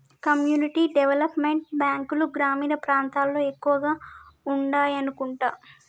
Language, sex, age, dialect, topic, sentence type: Telugu, male, 18-24, Telangana, banking, statement